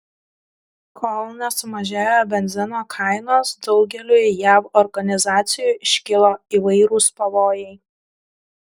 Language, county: Lithuanian, Klaipėda